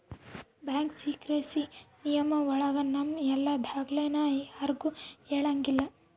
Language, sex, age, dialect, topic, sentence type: Kannada, female, 18-24, Central, banking, statement